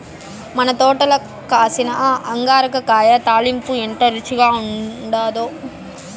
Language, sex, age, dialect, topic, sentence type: Telugu, female, 18-24, Southern, agriculture, statement